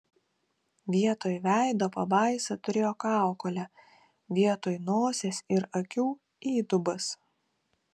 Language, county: Lithuanian, Kaunas